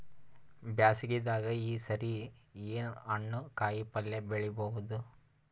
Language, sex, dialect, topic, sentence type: Kannada, male, Northeastern, agriculture, question